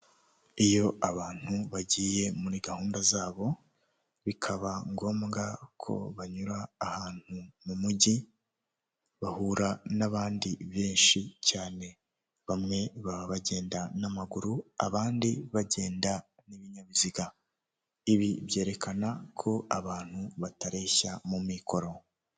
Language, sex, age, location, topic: Kinyarwanda, male, 18-24, Huye, government